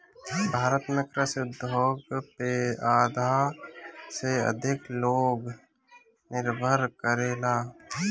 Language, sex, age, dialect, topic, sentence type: Bhojpuri, male, 25-30, Northern, agriculture, statement